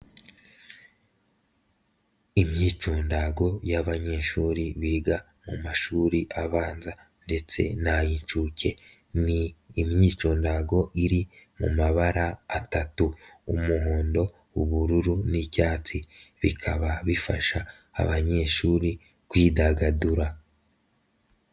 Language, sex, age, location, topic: Kinyarwanda, male, 50+, Nyagatare, education